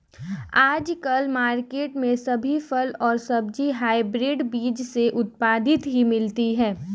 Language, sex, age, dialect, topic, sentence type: Hindi, female, 18-24, Kanauji Braj Bhasha, agriculture, statement